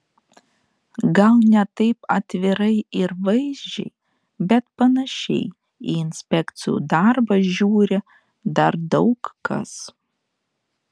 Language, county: Lithuanian, Šiauliai